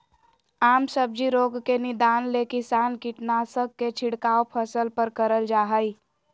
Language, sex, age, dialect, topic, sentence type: Magahi, female, 31-35, Southern, agriculture, statement